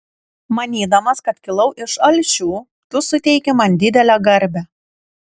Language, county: Lithuanian, Kaunas